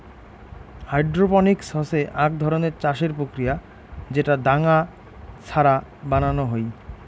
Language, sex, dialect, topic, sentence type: Bengali, male, Rajbangshi, agriculture, statement